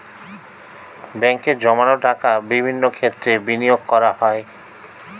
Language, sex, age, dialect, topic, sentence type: Bengali, male, 36-40, Standard Colloquial, banking, statement